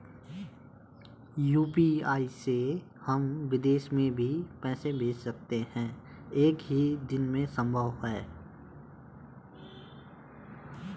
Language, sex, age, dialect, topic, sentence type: Hindi, male, 25-30, Garhwali, banking, question